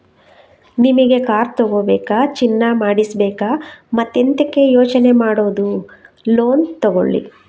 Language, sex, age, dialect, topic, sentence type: Kannada, female, 36-40, Coastal/Dakshin, banking, statement